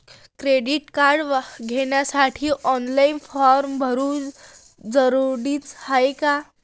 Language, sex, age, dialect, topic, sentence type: Marathi, female, 18-24, Varhadi, banking, question